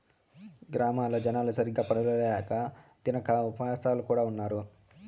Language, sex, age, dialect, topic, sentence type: Telugu, male, 18-24, Southern, banking, statement